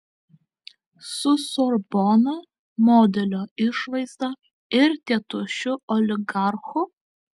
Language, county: Lithuanian, Alytus